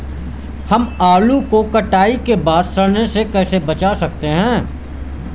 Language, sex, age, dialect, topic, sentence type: Hindi, male, 18-24, Marwari Dhudhari, agriculture, question